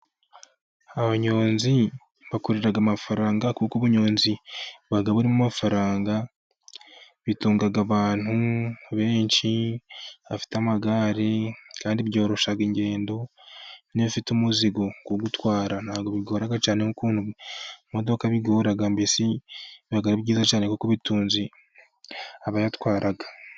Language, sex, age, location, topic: Kinyarwanda, male, 25-35, Musanze, government